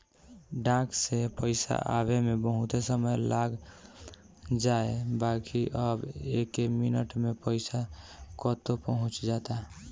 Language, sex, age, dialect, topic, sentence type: Bhojpuri, male, 18-24, Northern, banking, statement